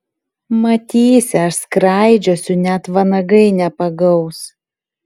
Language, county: Lithuanian, Kaunas